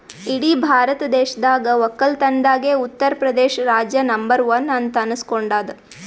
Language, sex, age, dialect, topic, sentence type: Kannada, female, 18-24, Northeastern, agriculture, statement